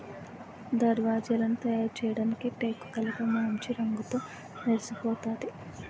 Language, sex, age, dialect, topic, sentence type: Telugu, female, 18-24, Utterandhra, agriculture, statement